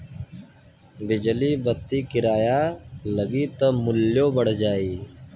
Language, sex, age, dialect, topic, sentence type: Bhojpuri, male, 60-100, Western, banking, statement